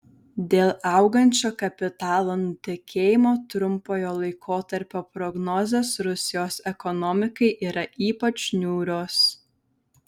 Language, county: Lithuanian, Vilnius